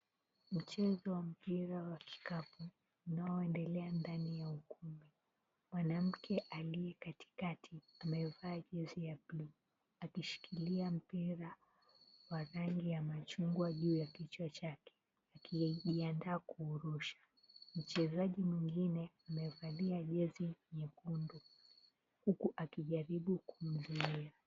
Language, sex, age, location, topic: Swahili, female, 18-24, Mombasa, government